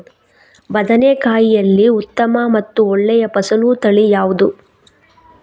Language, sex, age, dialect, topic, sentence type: Kannada, female, 36-40, Coastal/Dakshin, agriculture, question